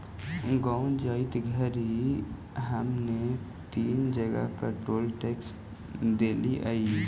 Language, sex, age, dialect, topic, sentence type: Magahi, male, 18-24, Central/Standard, banking, statement